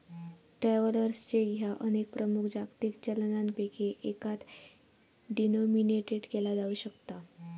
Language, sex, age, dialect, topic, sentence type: Marathi, female, 18-24, Southern Konkan, banking, statement